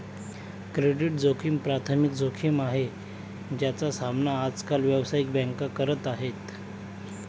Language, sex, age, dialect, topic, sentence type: Marathi, male, 25-30, Northern Konkan, banking, statement